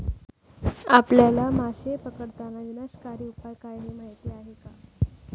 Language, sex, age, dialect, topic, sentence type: Marathi, female, 18-24, Standard Marathi, agriculture, statement